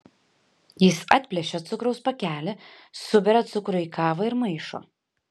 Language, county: Lithuanian, Panevėžys